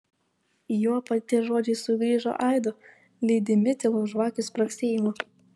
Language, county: Lithuanian, Kaunas